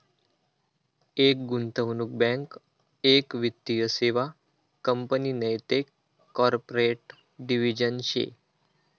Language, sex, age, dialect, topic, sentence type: Marathi, male, 18-24, Northern Konkan, banking, statement